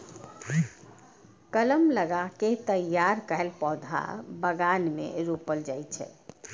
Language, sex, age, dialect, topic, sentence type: Maithili, female, 41-45, Eastern / Thethi, agriculture, statement